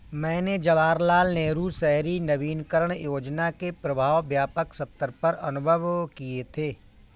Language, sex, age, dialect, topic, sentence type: Hindi, male, 41-45, Awadhi Bundeli, banking, statement